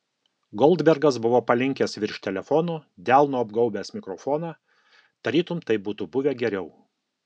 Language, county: Lithuanian, Alytus